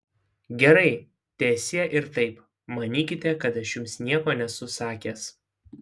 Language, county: Lithuanian, Šiauliai